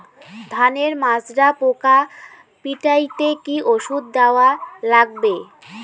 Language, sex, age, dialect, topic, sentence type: Bengali, female, 18-24, Rajbangshi, agriculture, question